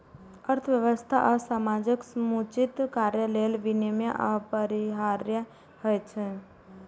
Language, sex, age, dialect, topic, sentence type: Maithili, female, 18-24, Eastern / Thethi, banking, statement